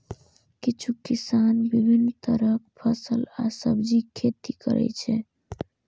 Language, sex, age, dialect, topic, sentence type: Maithili, female, 31-35, Eastern / Thethi, agriculture, statement